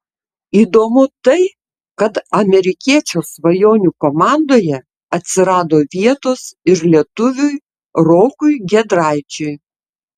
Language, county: Lithuanian, Tauragė